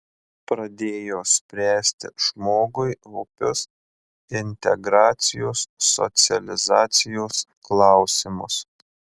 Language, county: Lithuanian, Marijampolė